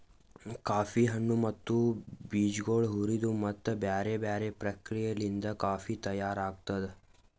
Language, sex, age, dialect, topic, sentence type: Kannada, male, 18-24, Northeastern, agriculture, statement